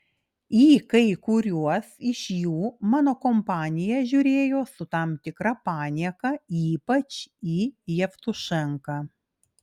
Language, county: Lithuanian, Klaipėda